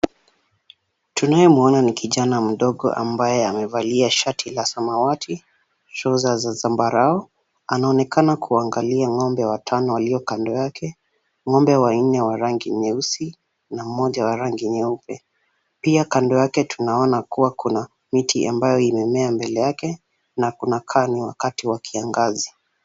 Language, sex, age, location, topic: Swahili, male, 18-24, Kisumu, agriculture